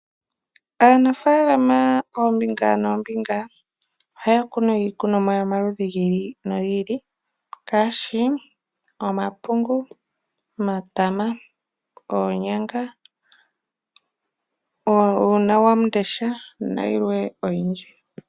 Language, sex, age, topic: Oshiwambo, female, 18-24, agriculture